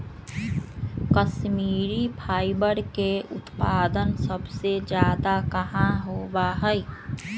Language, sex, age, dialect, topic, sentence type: Magahi, female, 31-35, Western, agriculture, statement